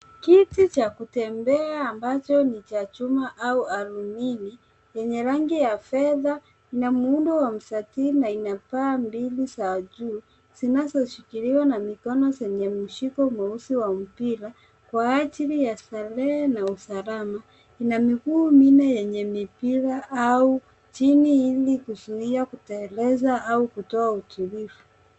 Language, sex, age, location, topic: Swahili, female, 36-49, Nairobi, health